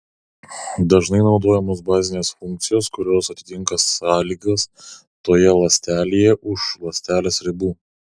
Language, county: Lithuanian, Kaunas